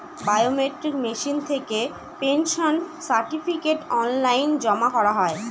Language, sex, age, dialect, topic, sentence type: Bengali, female, 25-30, Northern/Varendri, banking, statement